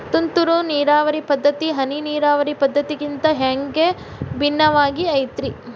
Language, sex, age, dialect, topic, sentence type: Kannada, female, 31-35, Dharwad Kannada, agriculture, question